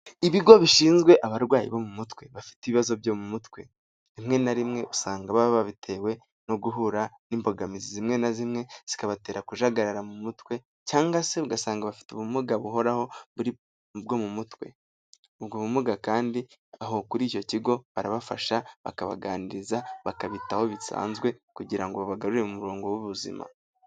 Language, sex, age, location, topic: Kinyarwanda, male, 18-24, Nyagatare, health